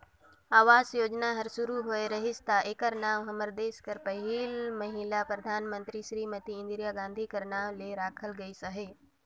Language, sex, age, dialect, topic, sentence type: Chhattisgarhi, female, 25-30, Northern/Bhandar, banking, statement